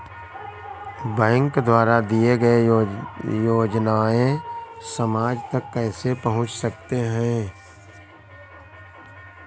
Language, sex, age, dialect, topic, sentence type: Hindi, male, 18-24, Awadhi Bundeli, banking, question